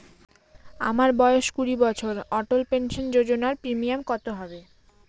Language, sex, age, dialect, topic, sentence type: Bengali, female, 18-24, Northern/Varendri, banking, question